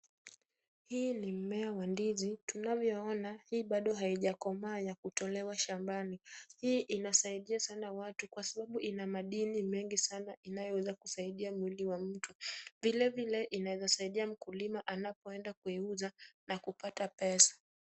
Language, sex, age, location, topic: Swahili, female, 18-24, Kisumu, agriculture